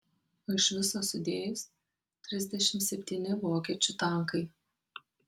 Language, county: Lithuanian, Kaunas